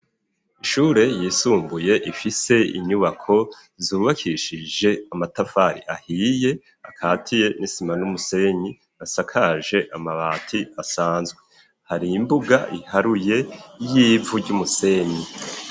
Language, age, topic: Rundi, 50+, education